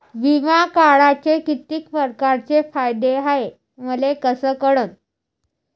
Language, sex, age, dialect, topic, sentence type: Marathi, female, 25-30, Varhadi, banking, question